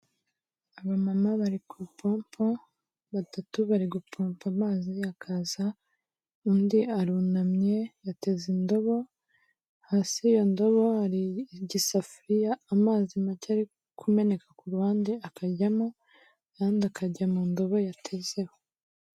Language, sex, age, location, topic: Kinyarwanda, female, 18-24, Kigali, health